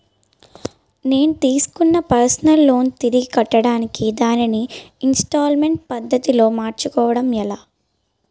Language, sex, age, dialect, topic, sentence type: Telugu, female, 18-24, Utterandhra, banking, question